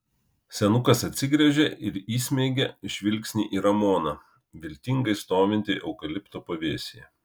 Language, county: Lithuanian, Kaunas